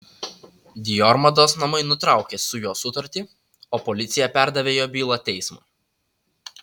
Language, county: Lithuanian, Utena